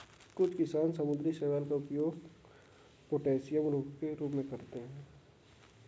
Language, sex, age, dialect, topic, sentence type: Hindi, male, 60-100, Kanauji Braj Bhasha, agriculture, statement